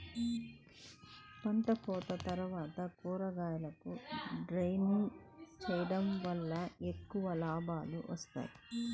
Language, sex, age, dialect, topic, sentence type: Telugu, female, 46-50, Central/Coastal, agriculture, statement